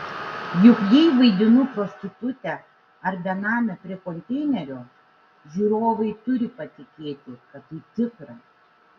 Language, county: Lithuanian, Šiauliai